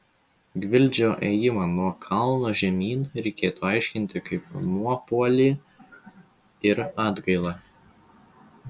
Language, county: Lithuanian, Vilnius